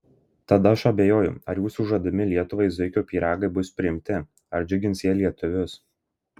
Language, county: Lithuanian, Marijampolė